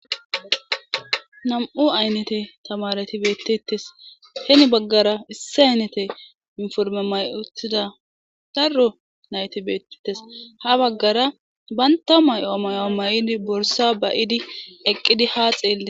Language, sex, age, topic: Gamo, female, 18-24, government